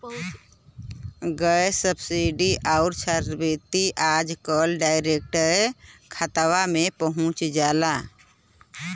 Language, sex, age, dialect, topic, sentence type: Bhojpuri, female, <18, Western, banking, statement